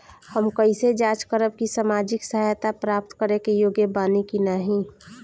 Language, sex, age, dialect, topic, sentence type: Bhojpuri, female, 18-24, Northern, banking, question